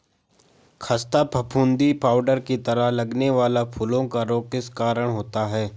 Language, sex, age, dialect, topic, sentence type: Hindi, male, 18-24, Garhwali, agriculture, statement